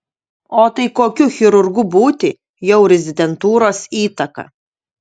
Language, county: Lithuanian, Utena